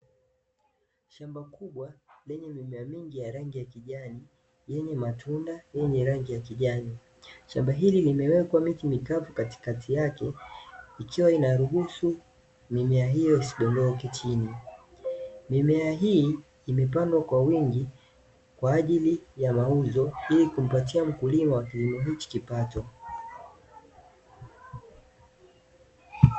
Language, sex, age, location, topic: Swahili, male, 18-24, Dar es Salaam, agriculture